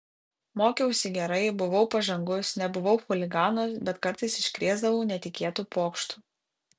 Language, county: Lithuanian, Kaunas